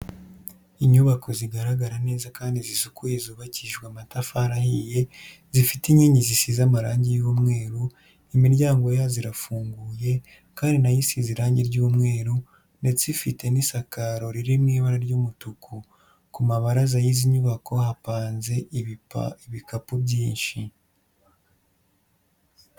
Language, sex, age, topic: Kinyarwanda, female, 25-35, education